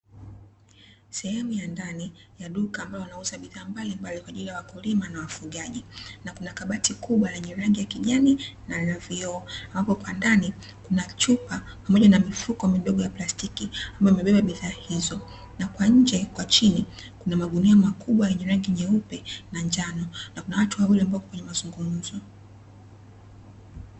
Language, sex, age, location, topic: Swahili, female, 25-35, Dar es Salaam, agriculture